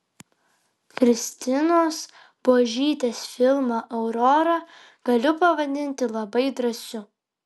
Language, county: Lithuanian, Vilnius